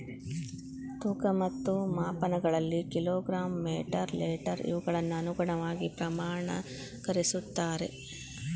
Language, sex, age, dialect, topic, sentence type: Kannada, female, 41-45, Dharwad Kannada, agriculture, statement